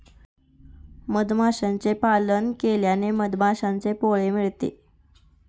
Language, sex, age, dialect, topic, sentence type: Marathi, female, 18-24, Northern Konkan, agriculture, statement